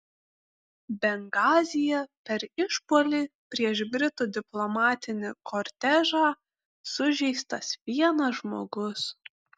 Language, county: Lithuanian, Kaunas